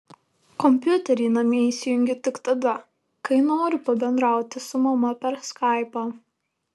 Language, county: Lithuanian, Marijampolė